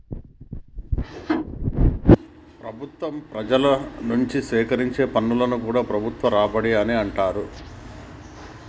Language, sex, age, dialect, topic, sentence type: Telugu, male, 41-45, Telangana, banking, statement